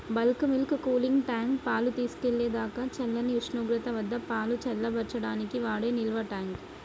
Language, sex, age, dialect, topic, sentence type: Telugu, female, 25-30, Telangana, agriculture, statement